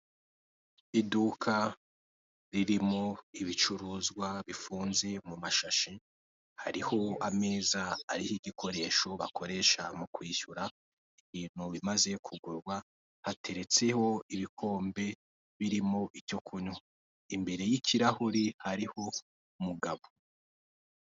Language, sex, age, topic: Kinyarwanda, male, 18-24, finance